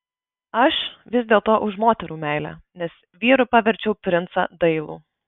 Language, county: Lithuanian, Marijampolė